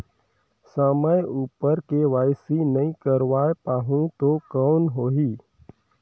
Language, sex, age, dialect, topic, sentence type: Chhattisgarhi, male, 18-24, Northern/Bhandar, banking, question